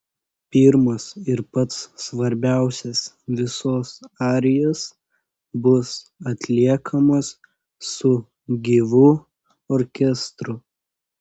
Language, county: Lithuanian, Panevėžys